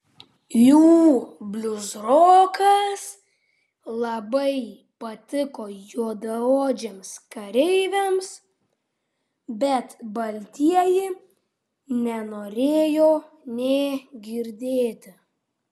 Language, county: Lithuanian, Vilnius